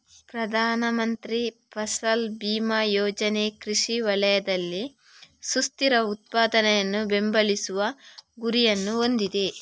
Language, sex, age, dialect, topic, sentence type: Kannada, female, 41-45, Coastal/Dakshin, agriculture, statement